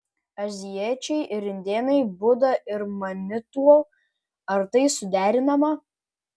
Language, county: Lithuanian, Kaunas